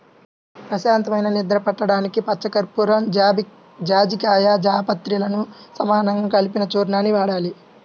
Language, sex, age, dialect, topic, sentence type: Telugu, male, 18-24, Central/Coastal, agriculture, statement